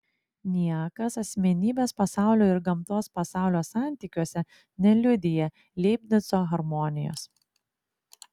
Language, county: Lithuanian, Klaipėda